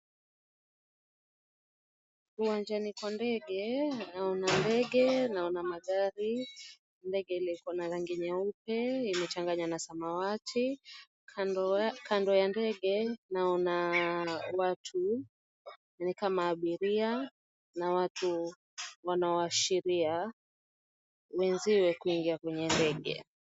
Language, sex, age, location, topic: Swahili, female, 25-35, Mombasa, government